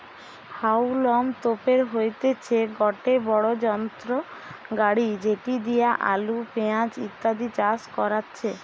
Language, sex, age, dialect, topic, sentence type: Bengali, male, 60-100, Western, agriculture, statement